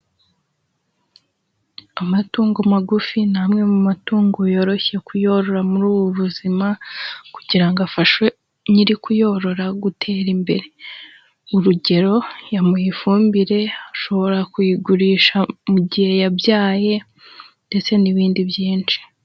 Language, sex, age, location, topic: Kinyarwanda, female, 18-24, Huye, agriculture